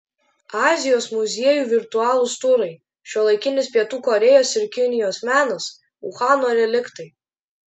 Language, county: Lithuanian, Klaipėda